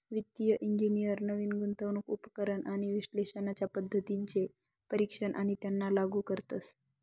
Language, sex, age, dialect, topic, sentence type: Marathi, female, 41-45, Northern Konkan, banking, statement